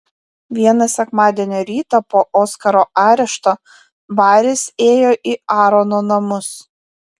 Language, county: Lithuanian, Vilnius